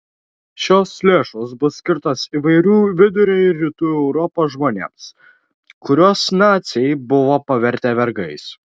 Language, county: Lithuanian, Šiauliai